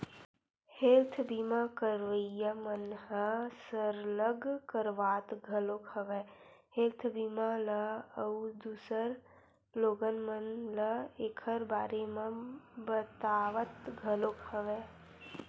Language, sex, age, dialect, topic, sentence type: Chhattisgarhi, female, 18-24, Western/Budati/Khatahi, banking, statement